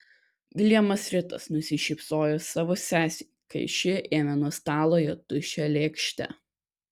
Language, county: Lithuanian, Kaunas